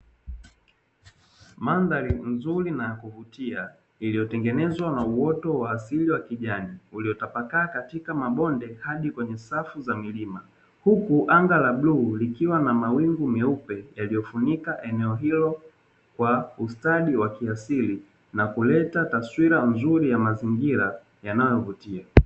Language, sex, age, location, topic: Swahili, male, 18-24, Dar es Salaam, agriculture